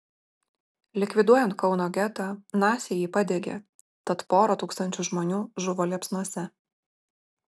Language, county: Lithuanian, Marijampolė